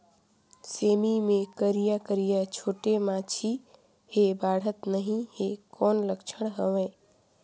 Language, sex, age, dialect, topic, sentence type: Chhattisgarhi, female, 18-24, Northern/Bhandar, agriculture, question